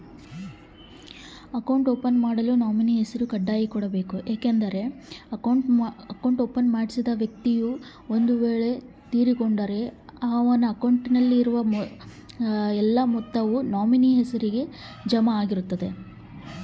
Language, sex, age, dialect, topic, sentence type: Kannada, female, 25-30, Central, banking, question